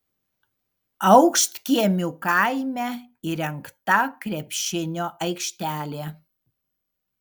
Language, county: Lithuanian, Kaunas